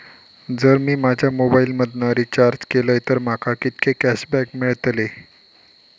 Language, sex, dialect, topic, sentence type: Marathi, male, Southern Konkan, banking, question